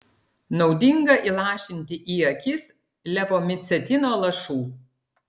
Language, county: Lithuanian, Klaipėda